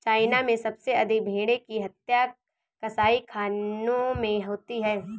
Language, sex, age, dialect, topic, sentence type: Hindi, female, 18-24, Awadhi Bundeli, agriculture, statement